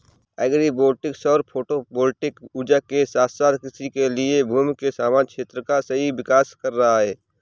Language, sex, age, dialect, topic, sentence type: Hindi, male, 18-24, Awadhi Bundeli, agriculture, statement